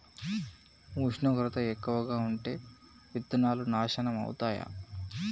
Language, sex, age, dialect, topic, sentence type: Telugu, male, 18-24, Telangana, agriculture, question